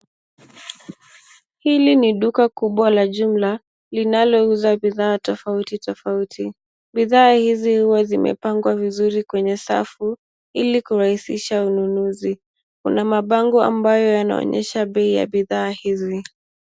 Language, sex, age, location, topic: Swahili, female, 18-24, Nairobi, finance